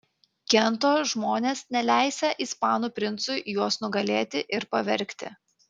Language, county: Lithuanian, Kaunas